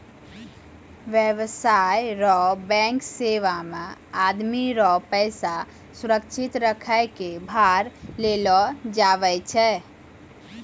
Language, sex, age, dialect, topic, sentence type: Maithili, female, 31-35, Angika, banking, statement